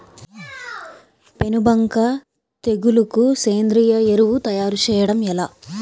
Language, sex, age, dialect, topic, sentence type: Telugu, female, 36-40, Utterandhra, agriculture, question